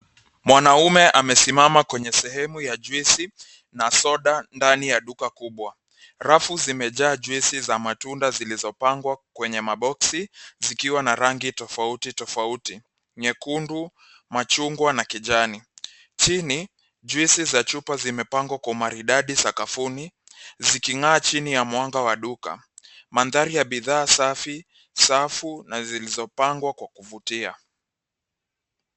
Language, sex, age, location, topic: Swahili, male, 25-35, Nairobi, finance